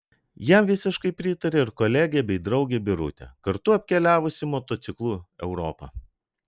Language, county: Lithuanian, Vilnius